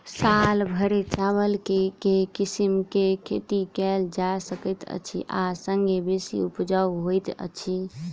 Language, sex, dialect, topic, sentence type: Maithili, female, Southern/Standard, agriculture, question